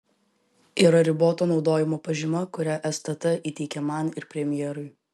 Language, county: Lithuanian, Vilnius